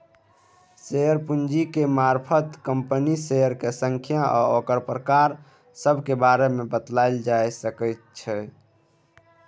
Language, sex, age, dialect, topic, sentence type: Maithili, male, 18-24, Bajjika, banking, statement